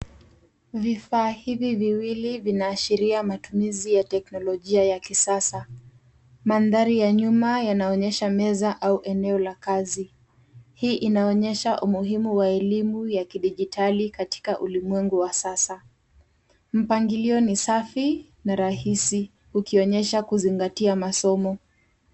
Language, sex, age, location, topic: Swahili, female, 18-24, Nairobi, education